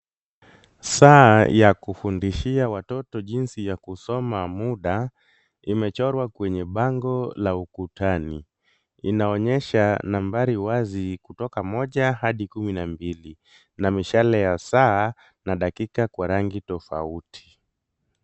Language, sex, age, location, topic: Swahili, male, 25-35, Kisumu, education